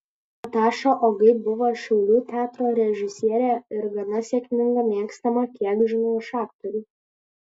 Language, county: Lithuanian, Kaunas